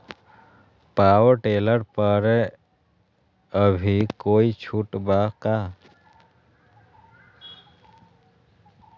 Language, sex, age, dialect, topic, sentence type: Magahi, male, 18-24, Western, agriculture, question